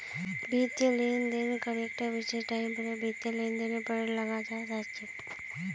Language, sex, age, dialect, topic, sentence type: Magahi, female, 18-24, Northeastern/Surjapuri, banking, statement